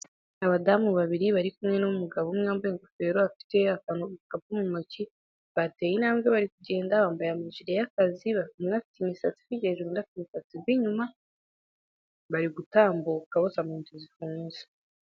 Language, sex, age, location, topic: Kinyarwanda, female, 18-24, Nyagatare, education